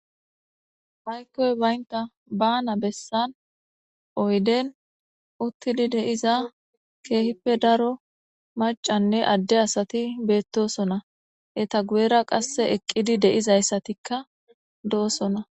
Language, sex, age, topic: Gamo, female, 18-24, government